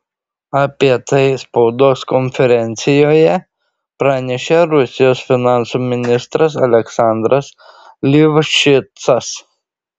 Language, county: Lithuanian, Šiauliai